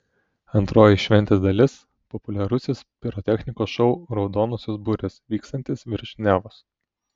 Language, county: Lithuanian, Telšiai